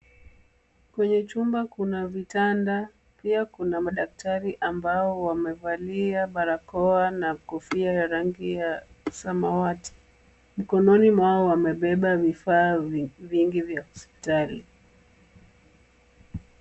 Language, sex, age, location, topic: Swahili, female, 25-35, Kisumu, health